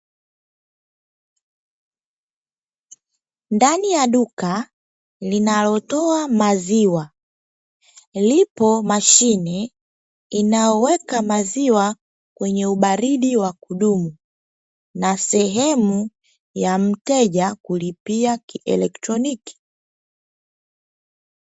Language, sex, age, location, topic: Swahili, female, 18-24, Dar es Salaam, finance